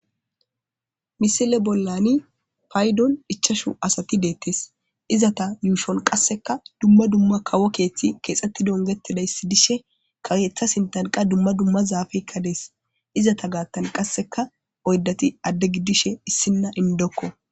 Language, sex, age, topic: Gamo, female, 25-35, government